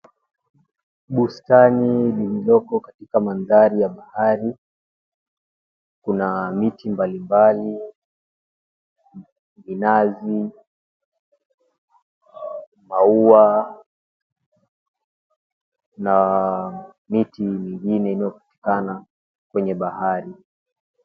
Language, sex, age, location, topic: Swahili, male, 18-24, Mombasa, agriculture